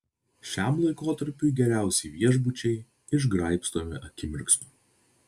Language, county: Lithuanian, Vilnius